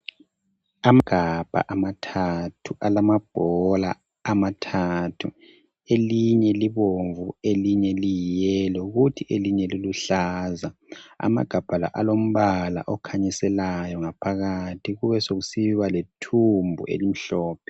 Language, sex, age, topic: North Ndebele, male, 50+, health